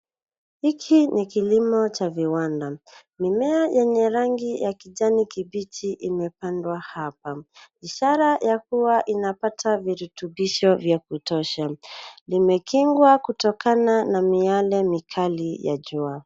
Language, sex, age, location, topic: Swahili, female, 18-24, Nairobi, agriculture